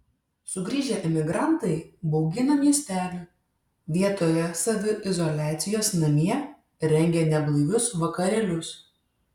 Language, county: Lithuanian, Šiauliai